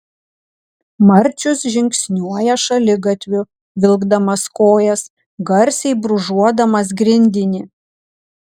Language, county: Lithuanian, Kaunas